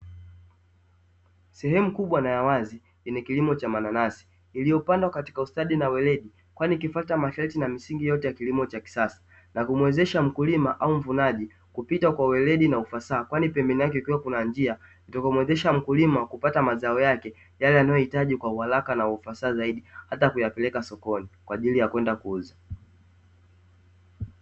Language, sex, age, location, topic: Swahili, male, 18-24, Dar es Salaam, agriculture